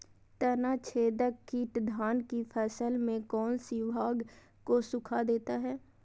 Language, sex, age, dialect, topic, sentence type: Magahi, female, 18-24, Southern, agriculture, question